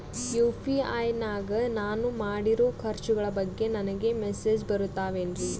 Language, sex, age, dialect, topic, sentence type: Kannada, female, 18-24, Northeastern, banking, question